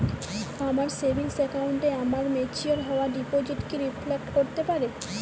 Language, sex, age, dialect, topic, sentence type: Bengali, female, 18-24, Jharkhandi, banking, question